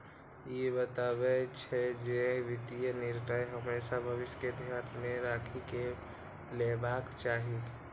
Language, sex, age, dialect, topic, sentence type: Maithili, male, 51-55, Eastern / Thethi, banking, statement